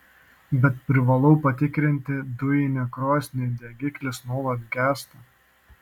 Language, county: Lithuanian, Šiauliai